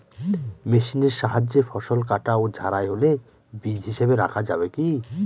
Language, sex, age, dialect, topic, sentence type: Bengali, male, 25-30, Northern/Varendri, agriculture, question